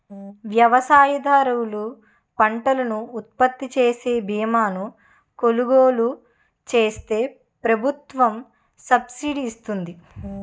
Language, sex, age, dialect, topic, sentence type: Telugu, female, 18-24, Utterandhra, banking, statement